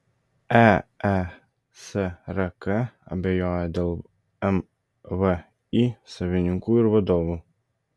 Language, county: Lithuanian, Vilnius